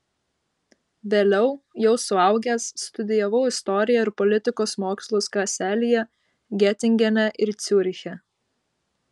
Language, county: Lithuanian, Vilnius